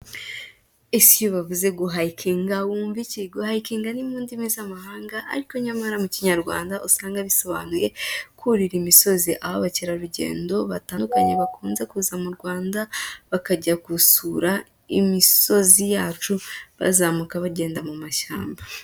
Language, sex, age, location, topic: Kinyarwanda, female, 18-24, Huye, agriculture